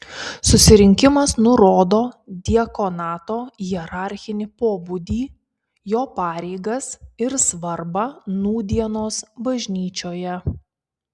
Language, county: Lithuanian, Kaunas